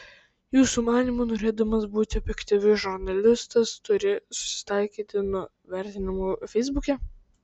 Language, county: Lithuanian, Vilnius